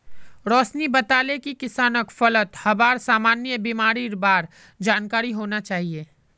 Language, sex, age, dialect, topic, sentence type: Magahi, male, 18-24, Northeastern/Surjapuri, agriculture, statement